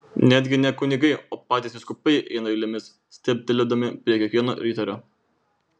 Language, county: Lithuanian, Vilnius